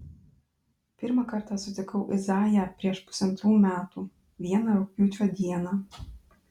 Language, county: Lithuanian, Klaipėda